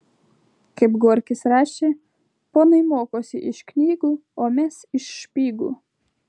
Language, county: Lithuanian, Panevėžys